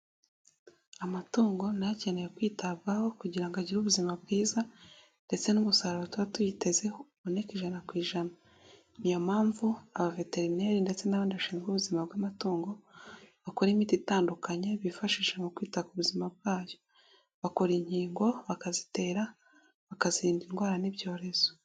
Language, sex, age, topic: Kinyarwanda, female, 18-24, agriculture